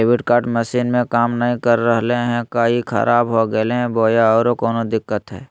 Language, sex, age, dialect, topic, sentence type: Magahi, male, 25-30, Southern, banking, question